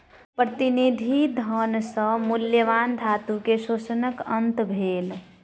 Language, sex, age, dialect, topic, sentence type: Maithili, male, 25-30, Southern/Standard, banking, statement